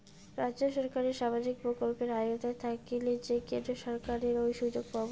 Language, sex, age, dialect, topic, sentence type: Bengali, female, 18-24, Rajbangshi, banking, question